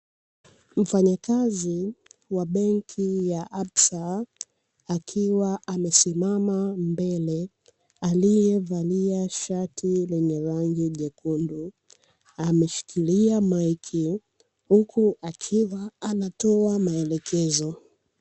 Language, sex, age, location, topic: Swahili, female, 18-24, Dar es Salaam, finance